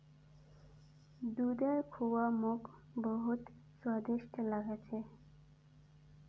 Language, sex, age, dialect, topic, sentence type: Magahi, female, 18-24, Northeastern/Surjapuri, agriculture, statement